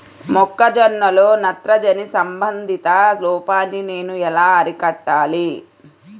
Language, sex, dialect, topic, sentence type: Telugu, female, Central/Coastal, agriculture, question